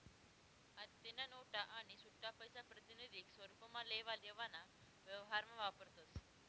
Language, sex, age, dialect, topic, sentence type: Marathi, female, 18-24, Northern Konkan, banking, statement